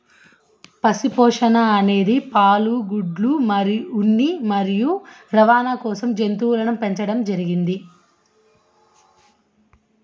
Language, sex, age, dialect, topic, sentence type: Telugu, female, 25-30, Southern, agriculture, statement